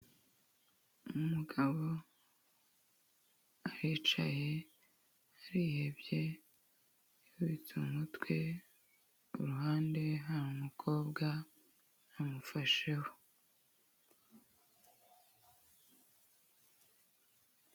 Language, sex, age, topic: Kinyarwanda, female, 25-35, health